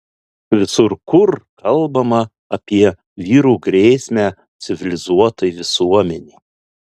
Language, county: Lithuanian, Alytus